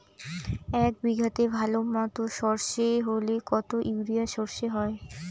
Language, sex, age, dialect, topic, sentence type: Bengali, female, 18-24, Rajbangshi, agriculture, question